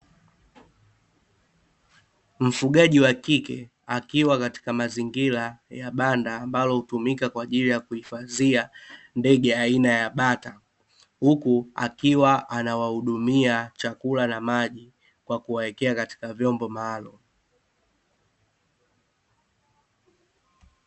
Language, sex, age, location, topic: Swahili, male, 25-35, Dar es Salaam, agriculture